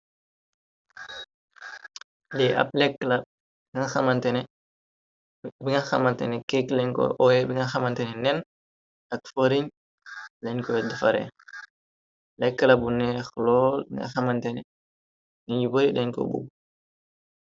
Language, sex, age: Wolof, male, 18-24